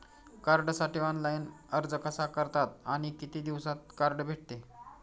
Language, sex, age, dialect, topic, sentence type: Marathi, male, 46-50, Standard Marathi, banking, question